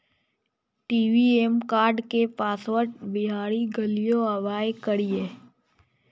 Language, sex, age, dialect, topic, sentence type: Maithili, male, 41-45, Bajjika, banking, question